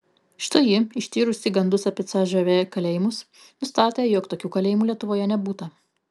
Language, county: Lithuanian, Kaunas